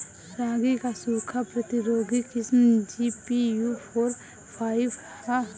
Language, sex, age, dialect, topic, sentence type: Bhojpuri, female, 18-24, Northern, agriculture, question